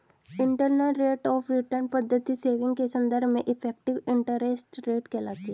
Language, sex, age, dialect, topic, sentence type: Hindi, female, 36-40, Hindustani Malvi Khadi Boli, banking, statement